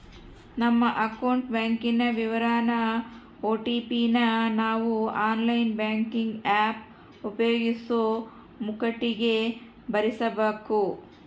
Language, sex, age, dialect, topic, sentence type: Kannada, female, 31-35, Central, banking, statement